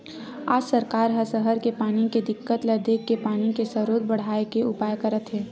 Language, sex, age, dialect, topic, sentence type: Chhattisgarhi, female, 18-24, Western/Budati/Khatahi, agriculture, statement